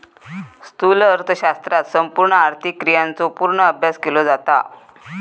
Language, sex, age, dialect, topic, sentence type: Marathi, female, 41-45, Southern Konkan, banking, statement